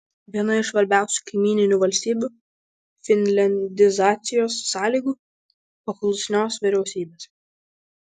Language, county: Lithuanian, Vilnius